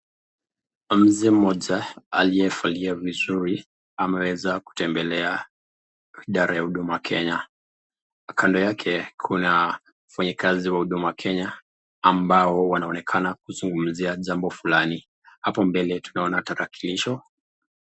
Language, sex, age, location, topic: Swahili, male, 36-49, Nakuru, government